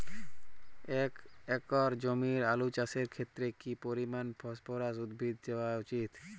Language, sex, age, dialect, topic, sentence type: Bengali, male, 18-24, Jharkhandi, agriculture, question